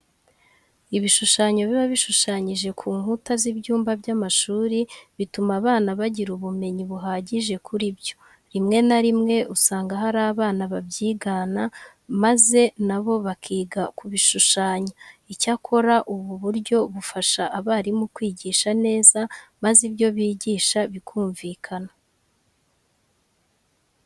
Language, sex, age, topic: Kinyarwanda, female, 25-35, education